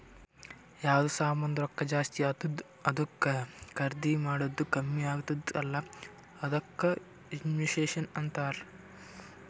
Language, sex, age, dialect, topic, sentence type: Kannada, male, 18-24, Northeastern, banking, statement